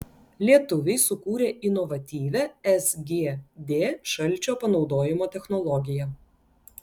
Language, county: Lithuanian, Klaipėda